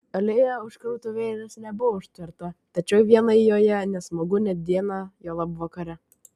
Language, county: Lithuanian, Kaunas